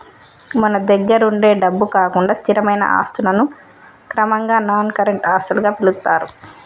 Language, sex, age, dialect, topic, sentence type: Telugu, female, 31-35, Telangana, banking, statement